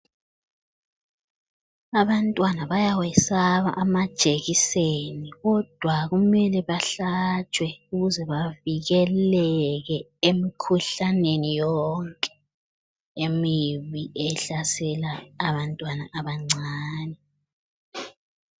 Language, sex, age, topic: North Ndebele, female, 36-49, health